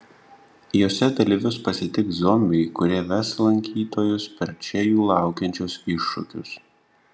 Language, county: Lithuanian, Panevėžys